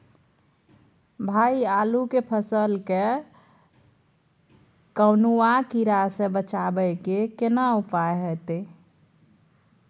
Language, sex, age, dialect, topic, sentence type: Maithili, female, 31-35, Bajjika, agriculture, question